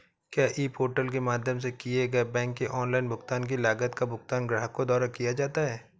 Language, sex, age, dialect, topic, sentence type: Hindi, female, 31-35, Awadhi Bundeli, banking, question